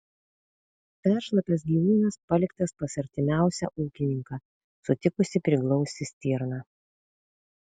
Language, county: Lithuanian, Vilnius